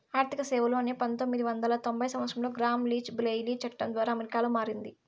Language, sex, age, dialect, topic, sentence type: Telugu, female, 56-60, Southern, banking, statement